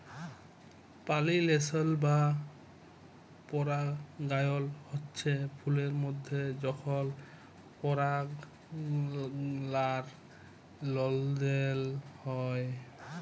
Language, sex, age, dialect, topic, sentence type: Bengali, male, 25-30, Jharkhandi, agriculture, statement